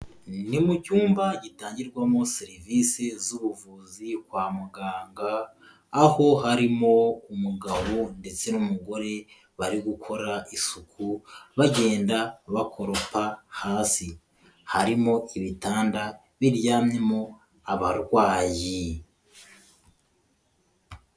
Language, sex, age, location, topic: Kinyarwanda, male, 25-35, Kigali, health